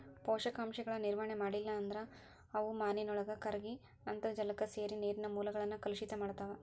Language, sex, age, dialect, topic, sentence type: Kannada, female, 18-24, Dharwad Kannada, agriculture, statement